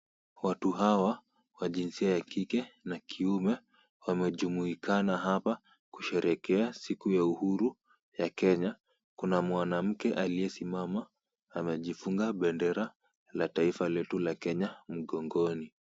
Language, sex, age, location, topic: Swahili, female, 25-35, Kisumu, government